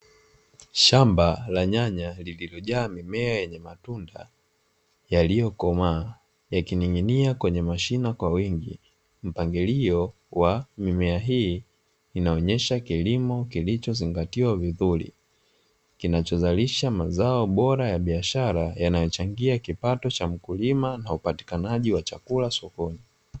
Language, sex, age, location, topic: Swahili, male, 25-35, Dar es Salaam, agriculture